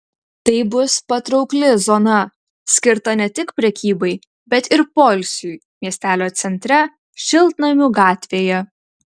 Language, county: Lithuanian, Utena